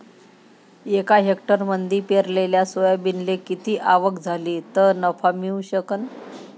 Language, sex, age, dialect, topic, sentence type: Marathi, female, 25-30, Varhadi, agriculture, question